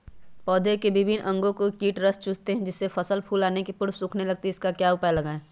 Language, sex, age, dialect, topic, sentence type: Magahi, female, 18-24, Western, agriculture, question